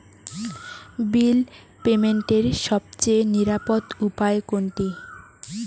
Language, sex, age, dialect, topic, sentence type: Bengali, female, 18-24, Rajbangshi, banking, question